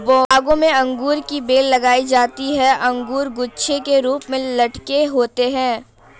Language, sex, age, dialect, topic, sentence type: Hindi, female, 18-24, Marwari Dhudhari, agriculture, statement